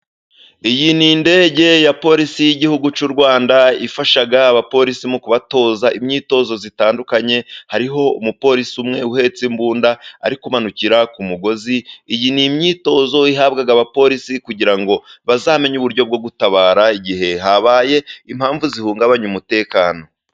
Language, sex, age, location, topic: Kinyarwanda, male, 25-35, Musanze, government